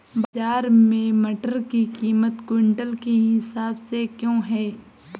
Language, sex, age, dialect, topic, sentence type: Hindi, female, 18-24, Awadhi Bundeli, agriculture, question